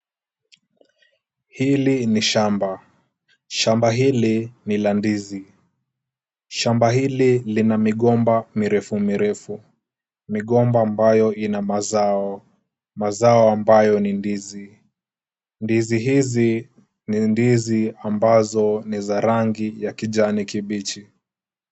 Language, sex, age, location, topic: Swahili, male, 18-24, Kisumu, agriculture